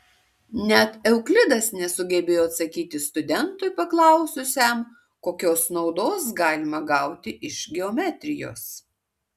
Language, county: Lithuanian, Kaunas